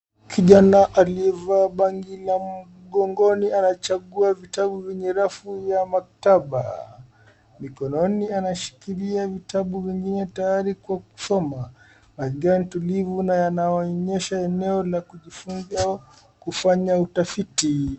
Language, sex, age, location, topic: Swahili, male, 25-35, Nairobi, education